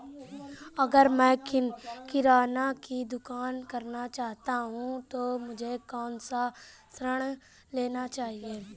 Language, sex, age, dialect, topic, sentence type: Hindi, male, 18-24, Marwari Dhudhari, banking, question